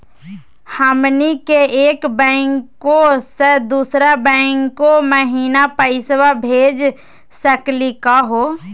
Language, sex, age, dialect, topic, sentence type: Magahi, female, 18-24, Southern, banking, question